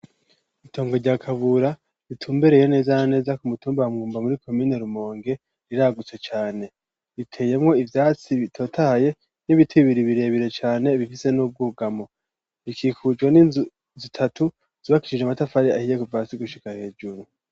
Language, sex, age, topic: Rundi, male, 18-24, education